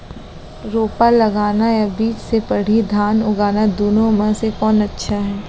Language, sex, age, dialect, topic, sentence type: Chhattisgarhi, female, 25-30, Central, agriculture, question